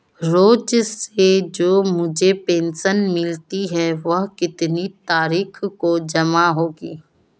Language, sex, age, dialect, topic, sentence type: Hindi, female, 25-30, Marwari Dhudhari, banking, question